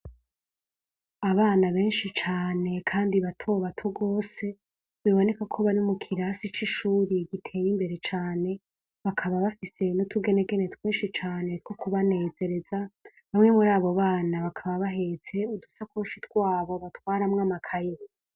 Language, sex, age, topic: Rundi, female, 18-24, education